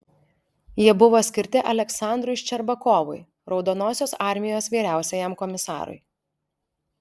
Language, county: Lithuanian, Alytus